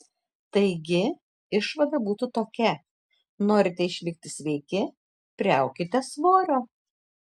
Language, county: Lithuanian, Tauragė